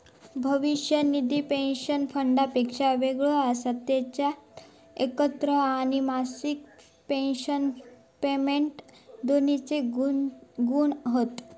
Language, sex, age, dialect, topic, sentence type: Marathi, female, 25-30, Southern Konkan, banking, statement